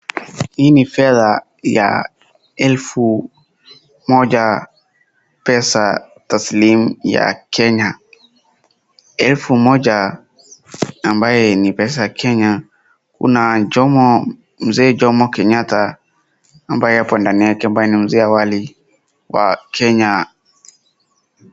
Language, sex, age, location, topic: Swahili, male, 18-24, Wajir, finance